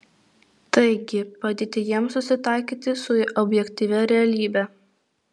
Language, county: Lithuanian, Alytus